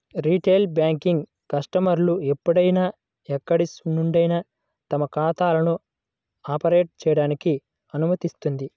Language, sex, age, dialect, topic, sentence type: Telugu, male, 18-24, Central/Coastal, banking, statement